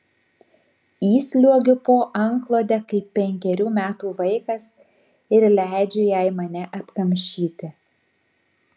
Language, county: Lithuanian, Kaunas